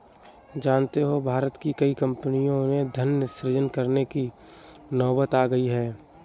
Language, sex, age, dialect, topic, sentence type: Hindi, male, 18-24, Awadhi Bundeli, banking, statement